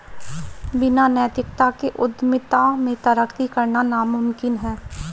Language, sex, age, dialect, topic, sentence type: Hindi, male, 25-30, Marwari Dhudhari, banking, statement